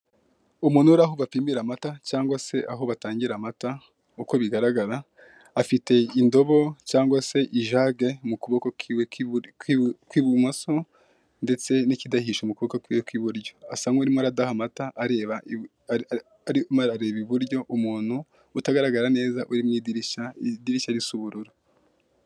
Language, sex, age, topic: Kinyarwanda, male, 25-35, finance